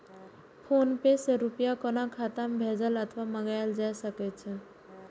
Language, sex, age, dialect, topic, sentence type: Maithili, female, 18-24, Eastern / Thethi, banking, statement